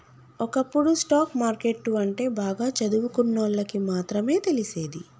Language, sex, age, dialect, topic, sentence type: Telugu, female, 25-30, Telangana, banking, statement